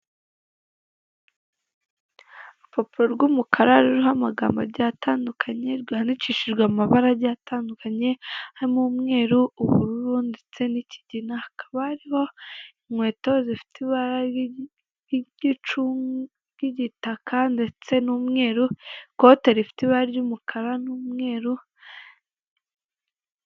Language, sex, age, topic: Kinyarwanda, female, 18-24, finance